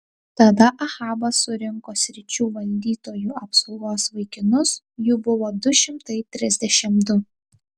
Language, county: Lithuanian, Tauragė